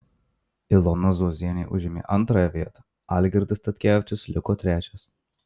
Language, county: Lithuanian, Marijampolė